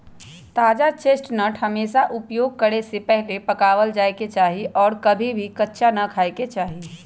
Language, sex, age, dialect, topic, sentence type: Magahi, female, 25-30, Western, agriculture, statement